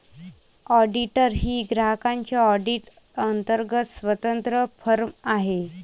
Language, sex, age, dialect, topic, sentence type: Marathi, female, 25-30, Varhadi, banking, statement